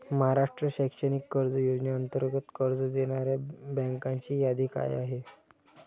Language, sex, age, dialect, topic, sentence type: Marathi, male, 25-30, Standard Marathi, banking, question